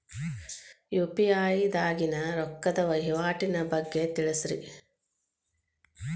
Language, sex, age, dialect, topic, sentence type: Kannada, female, 41-45, Dharwad Kannada, banking, question